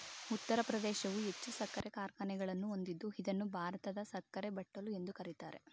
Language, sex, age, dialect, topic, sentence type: Kannada, male, 31-35, Mysore Kannada, agriculture, statement